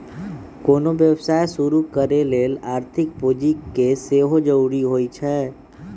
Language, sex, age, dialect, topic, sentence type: Magahi, male, 25-30, Western, banking, statement